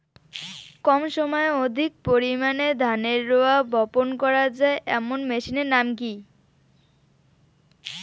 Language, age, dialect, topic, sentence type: Bengali, <18, Rajbangshi, agriculture, question